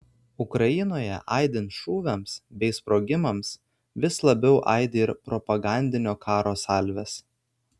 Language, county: Lithuanian, Vilnius